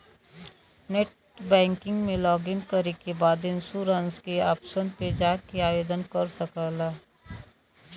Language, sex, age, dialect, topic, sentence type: Bhojpuri, female, 18-24, Western, banking, statement